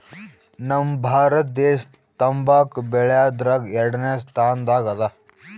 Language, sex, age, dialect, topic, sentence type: Kannada, male, 18-24, Northeastern, agriculture, statement